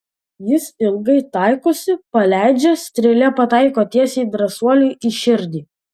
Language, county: Lithuanian, Vilnius